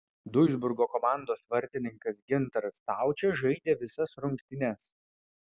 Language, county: Lithuanian, Vilnius